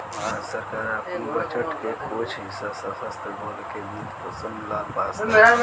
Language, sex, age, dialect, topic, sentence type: Bhojpuri, male, <18, Southern / Standard, banking, statement